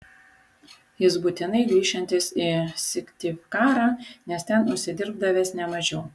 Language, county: Lithuanian, Vilnius